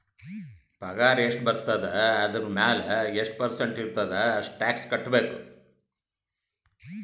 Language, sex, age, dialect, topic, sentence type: Kannada, male, 60-100, Northeastern, banking, statement